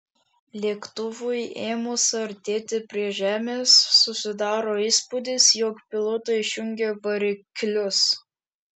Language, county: Lithuanian, Šiauliai